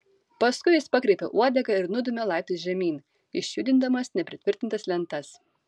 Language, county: Lithuanian, Vilnius